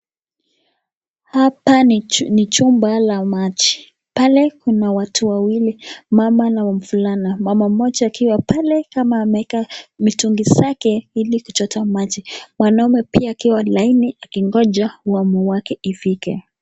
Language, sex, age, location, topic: Swahili, female, 18-24, Nakuru, health